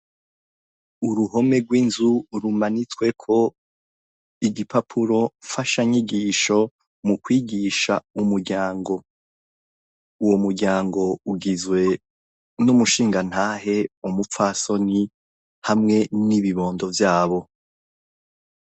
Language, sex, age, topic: Rundi, male, 25-35, education